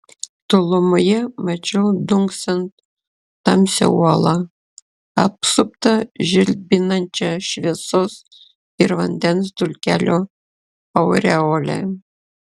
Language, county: Lithuanian, Klaipėda